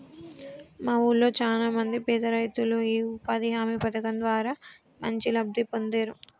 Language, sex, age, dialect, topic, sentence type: Telugu, female, 25-30, Telangana, banking, statement